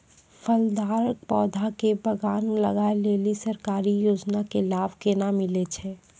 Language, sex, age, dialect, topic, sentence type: Maithili, female, 18-24, Angika, agriculture, question